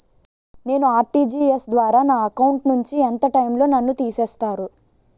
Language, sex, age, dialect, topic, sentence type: Telugu, female, 18-24, Utterandhra, banking, question